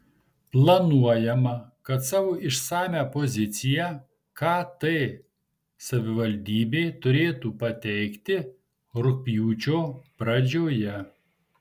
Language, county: Lithuanian, Marijampolė